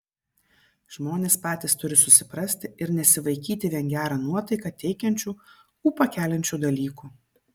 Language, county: Lithuanian, Vilnius